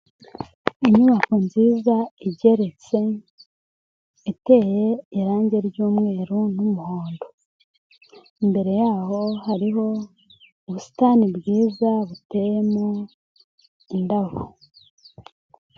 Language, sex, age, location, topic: Kinyarwanda, female, 18-24, Nyagatare, government